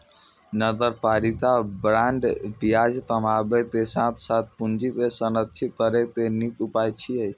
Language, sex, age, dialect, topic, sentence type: Maithili, female, 46-50, Eastern / Thethi, banking, statement